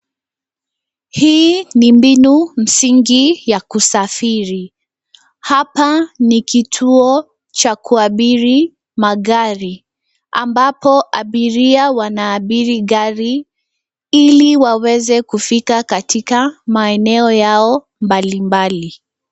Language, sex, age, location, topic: Swahili, female, 25-35, Nairobi, government